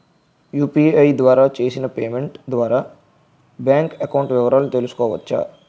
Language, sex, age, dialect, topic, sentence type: Telugu, male, 18-24, Utterandhra, banking, question